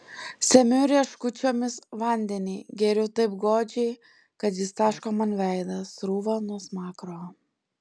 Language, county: Lithuanian, Klaipėda